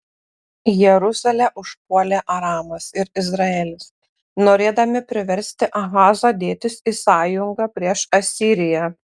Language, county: Lithuanian, Panevėžys